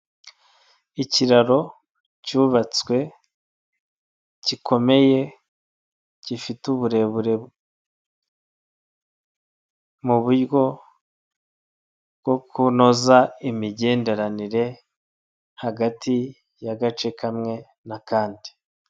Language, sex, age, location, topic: Kinyarwanda, male, 25-35, Nyagatare, government